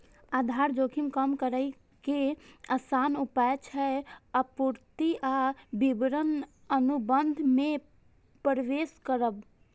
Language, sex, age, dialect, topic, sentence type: Maithili, female, 18-24, Eastern / Thethi, banking, statement